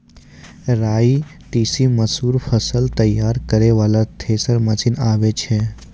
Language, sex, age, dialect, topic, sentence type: Maithili, male, 18-24, Angika, agriculture, question